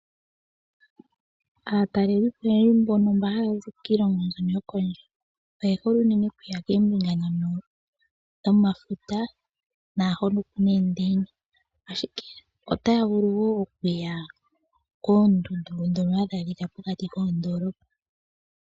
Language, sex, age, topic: Oshiwambo, female, 18-24, agriculture